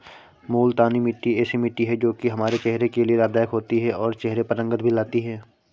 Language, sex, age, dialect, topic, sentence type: Hindi, male, 25-30, Awadhi Bundeli, agriculture, statement